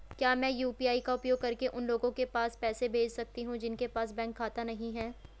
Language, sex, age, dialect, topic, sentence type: Hindi, female, 25-30, Hindustani Malvi Khadi Boli, banking, question